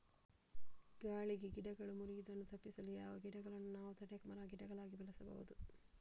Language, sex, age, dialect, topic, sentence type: Kannada, female, 41-45, Coastal/Dakshin, agriculture, question